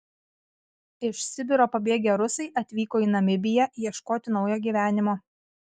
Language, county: Lithuanian, Kaunas